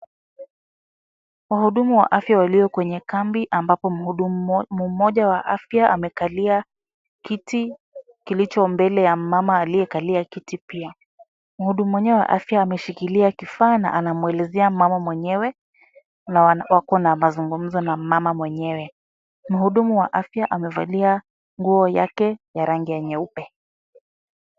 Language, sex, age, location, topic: Swahili, female, 25-35, Kisumu, health